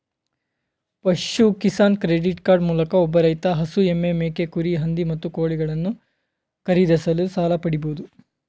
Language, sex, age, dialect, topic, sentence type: Kannada, male, 18-24, Mysore Kannada, agriculture, statement